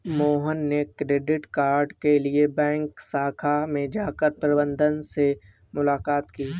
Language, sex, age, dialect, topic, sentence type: Hindi, male, 18-24, Awadhi Bundeli, banking, statement